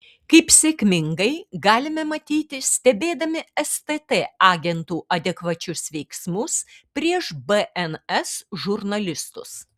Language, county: Lithuanian, Kaunas